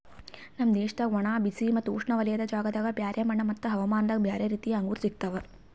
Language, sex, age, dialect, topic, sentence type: Kannada, female, 51-55, Northeastern, agriculture, statement